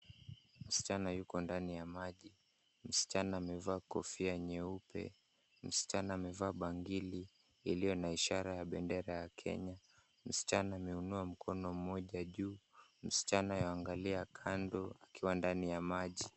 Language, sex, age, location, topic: Swahili, male, 18-24, Kisumu, education